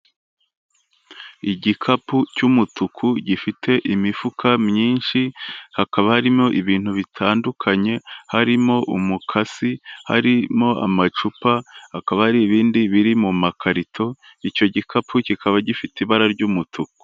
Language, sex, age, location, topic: Kinyarwanda, male, 25-35, Kigali, health